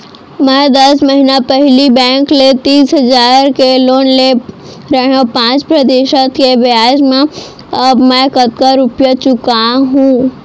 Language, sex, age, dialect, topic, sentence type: Chhattisgarhi, female, 36-40, Central, banking, question